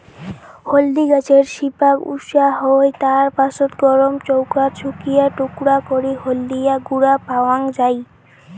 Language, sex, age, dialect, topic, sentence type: Bengali, female, <18, Rajbangshi, agriculture, statement